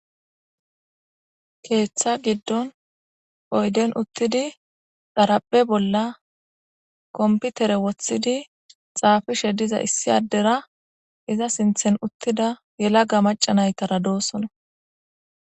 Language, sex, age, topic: Gamo, female, 25-35, government